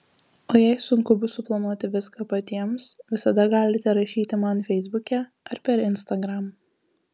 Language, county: Lithuanian, Kaunas